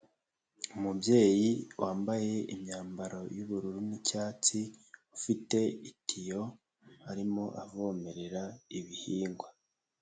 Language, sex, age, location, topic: Kinyarwanda, male, 18-24, Nyagatare, agriculture